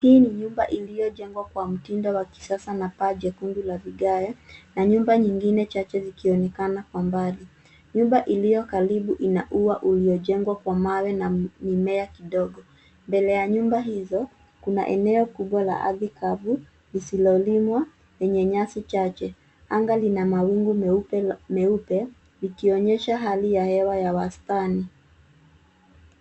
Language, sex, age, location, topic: Swahili, female, 18-24, Nairobi, finance